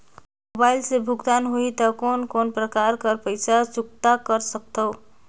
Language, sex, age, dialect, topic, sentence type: Chhattisgarhi, female, 18-24, Northern/Bhandar, banking, question